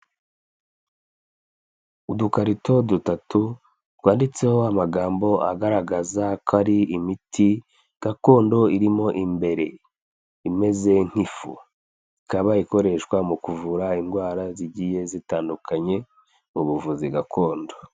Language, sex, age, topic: Kinyarwanda, female, 25-35, health